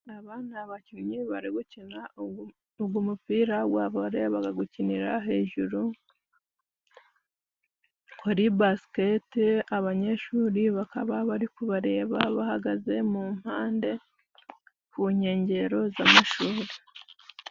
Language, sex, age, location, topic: Kinyarwanda, female, 25-35, Musanze, government